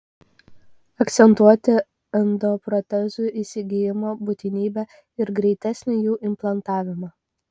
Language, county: Lithuanian, Kaunas